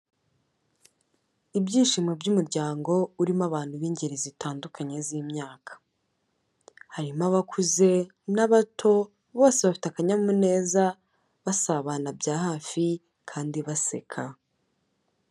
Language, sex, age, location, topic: Kinyarwanda, female, 18-24, Kigali, health